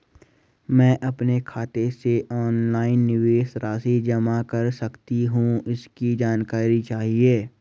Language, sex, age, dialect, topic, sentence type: Hindi, male, 18-24, Garhwali, banking, question